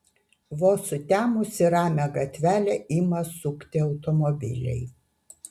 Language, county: Lithuanian, Utena